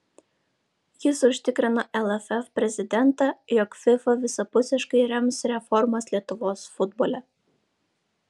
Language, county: Lithuanian, Vilnius